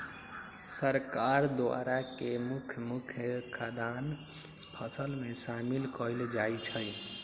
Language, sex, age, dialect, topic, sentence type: Magahi, male, 18-24, Western, agriculture, statement